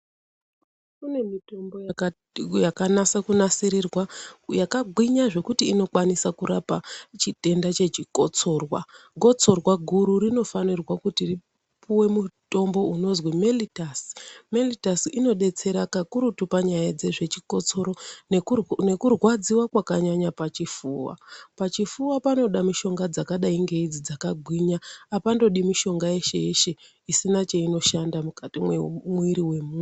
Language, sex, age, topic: Ndau, female, 36-49, health